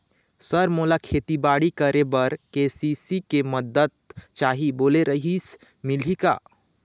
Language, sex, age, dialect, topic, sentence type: Chhattisgarhi, male, 25-30, Eastern, banking, question